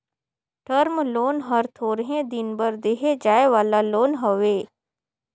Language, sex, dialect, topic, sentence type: Chhattisgarhi, female, Northern/Bhandar, banking, statement